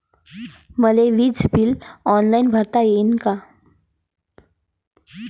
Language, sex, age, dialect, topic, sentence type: Marathi, female, 31-35, Varhadi, banking, question